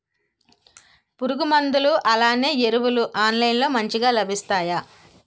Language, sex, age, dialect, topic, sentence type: Telugu, female, 18-24, Utterandhra, agriculture, question